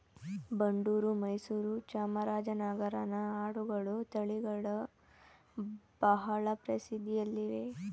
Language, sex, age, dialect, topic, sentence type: Kannada, male, 36-40, Mysore Kannada, agriculture, statement